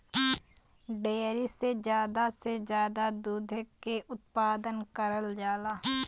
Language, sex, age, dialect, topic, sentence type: Bhojpuri, female, 18-24, Western, agriculture, statement